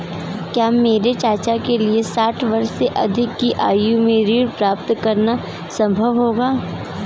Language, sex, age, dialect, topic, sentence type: Hindi, female, 18-24, Kanauji Braj Bhasha, banking, statement